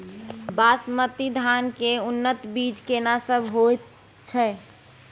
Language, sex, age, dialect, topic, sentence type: Maithili, female, 25-30, Bajjika, agriculture, question